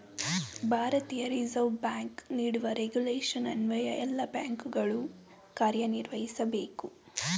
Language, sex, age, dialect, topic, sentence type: Kannada, female, 18-24, Mysore Kannada, banking, statement